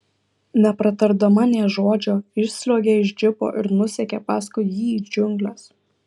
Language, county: Lithuanian, Kaunas